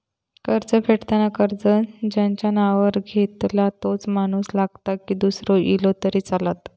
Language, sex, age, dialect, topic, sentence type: Marathi, female, 25-30, Southern Konkan, banking, question